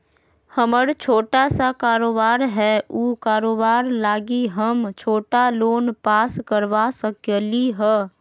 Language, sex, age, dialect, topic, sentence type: Magahi, female, 25-30, Western, banking, question